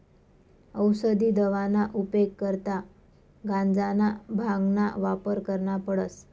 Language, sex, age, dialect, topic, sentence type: Marathi, female, 25-30, Northern Konkan, agriculture, statement